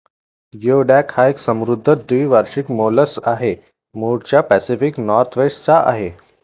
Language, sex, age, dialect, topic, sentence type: Marathi, male, 18-24, Varhadi, agriculture, statement